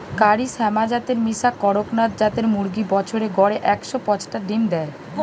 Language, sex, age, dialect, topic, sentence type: Bengali, female, 31-35, Western, agriculture, statement